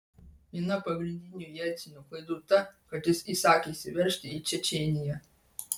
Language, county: Lithuanian, Vilnius